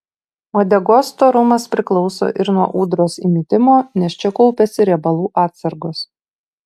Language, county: Lithuanian, Utena